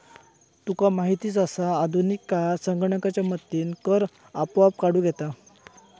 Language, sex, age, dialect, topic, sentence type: Marathi, male, 18-24, Southern Konkan, banking, statement